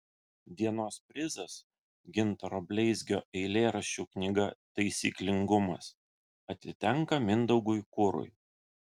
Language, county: Lithuanian, Vilnius